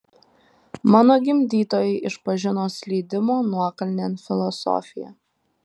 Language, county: Lithuanian, Šiauliai